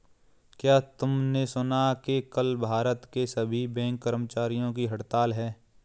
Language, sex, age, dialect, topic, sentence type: Hindi, male, 25-30, Kanauji Braj Bhasha, banking, statement